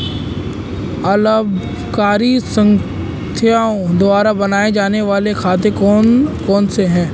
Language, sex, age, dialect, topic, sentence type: Hindi, male, 18-24, Marwari Dhudhari, banking, question